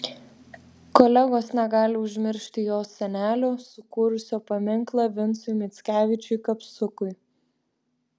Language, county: Lithuanian, Vilnius